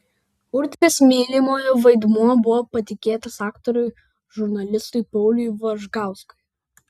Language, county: Lithuanian, Vilnius